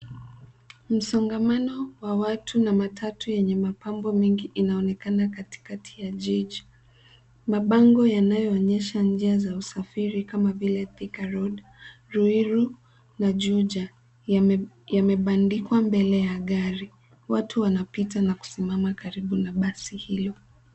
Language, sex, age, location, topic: Swahili, female, 18-24, Nairobi, government